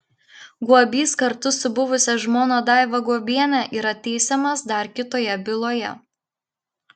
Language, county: Lithuanian, Klaipėda